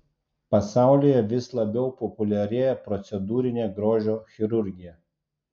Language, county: Lithuanian, Klaipėda